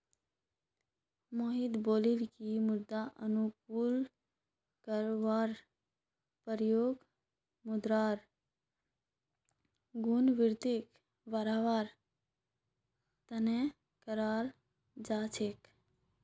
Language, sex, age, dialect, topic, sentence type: Magahi, female, 18-24, Northeastern/Surjapuri, agriculture, statement